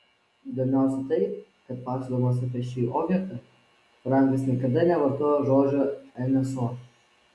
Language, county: Lithuanian, Vilnius